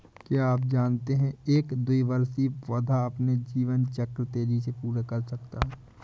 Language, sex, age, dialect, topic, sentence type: Hindi, male, 25-30, Awadhi Bundeli, agriculture, statement